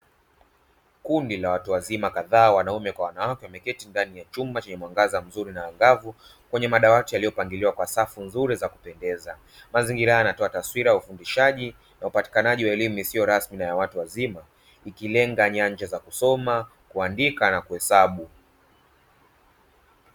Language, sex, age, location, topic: Swahili, male, 25-35, Dar es Salaam, education